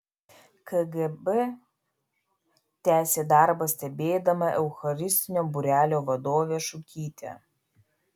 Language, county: Lithuanian, Vilnius